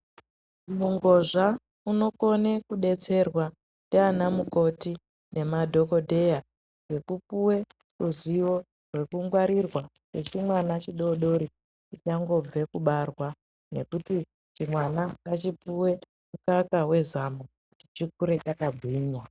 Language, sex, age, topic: Ndau, female, 18-24, health